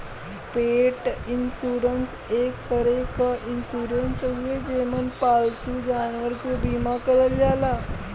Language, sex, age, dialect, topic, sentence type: Bhojpuri, female, 18-24, Western, banking, statement